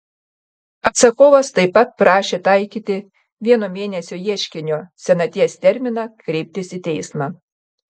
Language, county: Lithuanian, Panevėžys